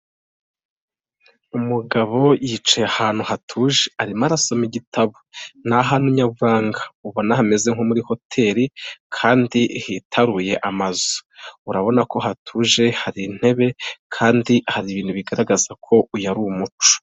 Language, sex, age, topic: Kinyarwanda, male, 25-35, agriculture